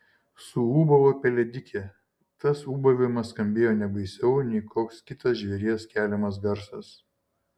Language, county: Lithuanian, Šiauliai